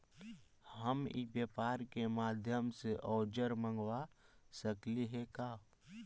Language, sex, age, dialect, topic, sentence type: Magahi, male, 18-24, Central/Standard, agriculture, question